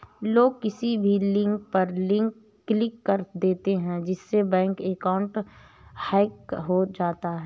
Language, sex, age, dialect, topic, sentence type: Hindi, female, 31-35, Awadhi Bundeli, banking, statement